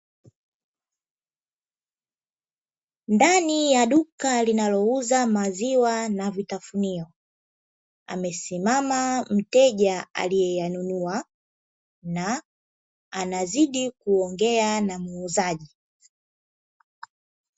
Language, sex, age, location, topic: Swahili, female, 18-24, Dar es Salaam, finance